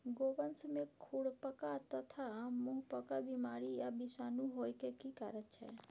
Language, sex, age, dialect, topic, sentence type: Maithili, female, 51-55, Bajjika, agriculture, question